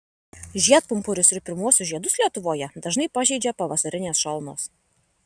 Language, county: Lithuanian, Alytus